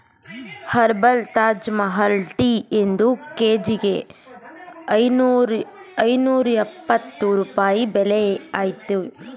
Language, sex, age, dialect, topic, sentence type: Kannada, female, 25-30, Mysore Kannada, agriculture, statement